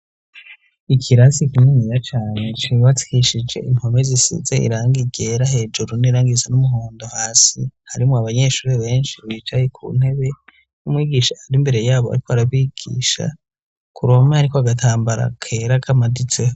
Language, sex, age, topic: Rundi, male, 25-35, education